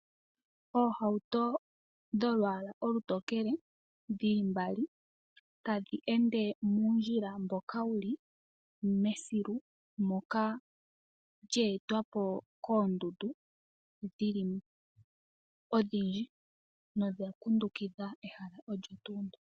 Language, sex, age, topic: Oshiwambo, female, 18-24, agriculture